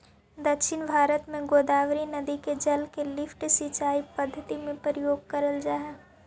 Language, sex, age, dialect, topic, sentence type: Magahi, female, 18-24, Central/Standard, agriculture, statement